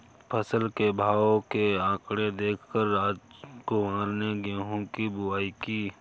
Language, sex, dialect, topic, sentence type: Hindi, male, Kanauji Braj Bhasha, banking, statement